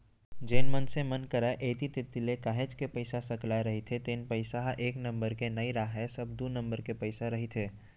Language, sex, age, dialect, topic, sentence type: Chhattisgarhi, male, 18-24, Central, banking, statement